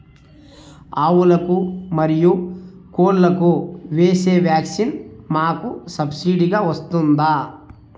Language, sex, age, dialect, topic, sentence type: Telugu, male, 31-35, Southern, agriculture, question